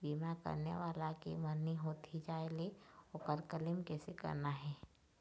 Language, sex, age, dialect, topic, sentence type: Chhattisgarhi, female, 46-50, Eastern, banking, question